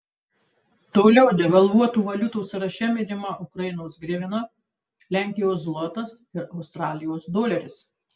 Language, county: Lithuanian, Tauragė